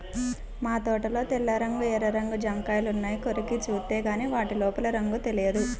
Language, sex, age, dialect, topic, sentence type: Telugu, male, 36-40, Central/Coastal, agriculture, statement